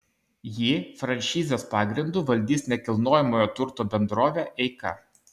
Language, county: Lithuanian, Kaunas